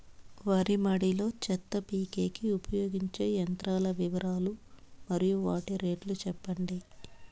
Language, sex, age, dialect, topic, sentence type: Telugu, female, 25-30, Southern, agriculture, question